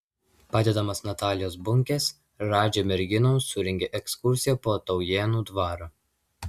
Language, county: Lithuanian, Vilnius